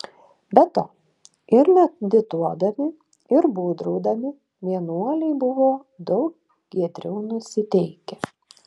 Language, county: Lithuanian, Šiauliai